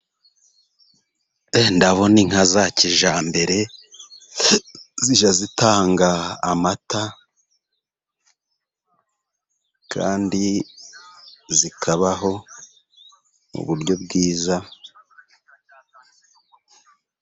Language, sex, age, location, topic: Kinyarwanda, male, 36-49, Musanze, agriculture